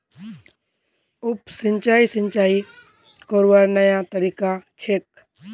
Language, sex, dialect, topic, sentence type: Magahi, female, Northeastern/Surjapuri, agriculture, statement